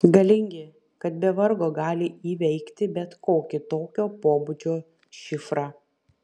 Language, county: Lithuanian, Panevėžys